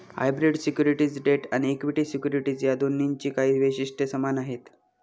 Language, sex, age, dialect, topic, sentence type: Marathi, male, 18-24, Northern Konkan, banking, statement